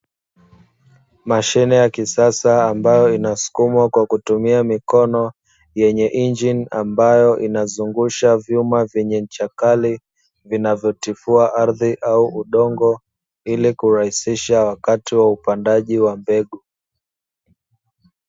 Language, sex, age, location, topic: Swahili, male, 25-35, Dar es Salaam, agriculture